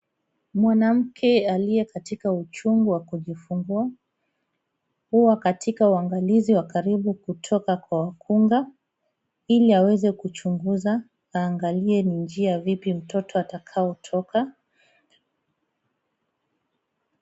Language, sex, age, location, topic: Swahili, female, 25-35, Kisumu, health